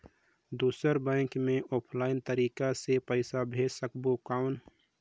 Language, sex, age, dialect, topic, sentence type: Chhattisgarhi, male, 25-30, Northern/Bhandar, banking, question